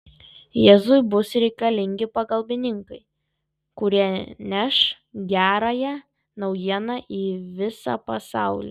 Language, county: Lithuanian, Kaunas